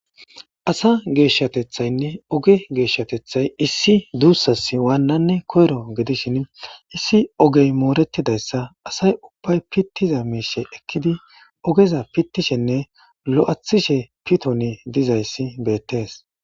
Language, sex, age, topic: Gamo, male, 25-35, government